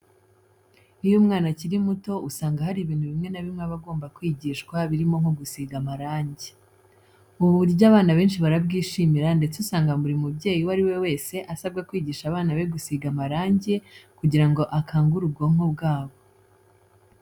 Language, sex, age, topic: Kinyarwanda, female, 25-35, education